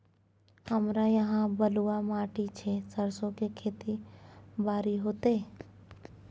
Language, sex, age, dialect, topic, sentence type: Maithili, female, 25-30, Bajjika, agriculture, question